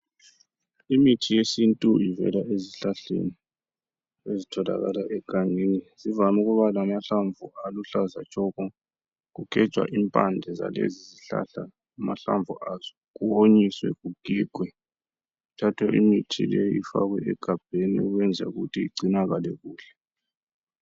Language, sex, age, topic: North Ndebele, male, 36-49, health